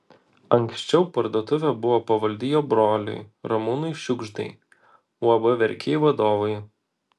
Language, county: Lithuanian, Vilnius